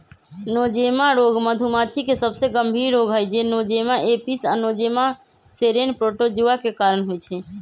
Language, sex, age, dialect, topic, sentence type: Magahi, male, 25-30, Western, agriculture, statement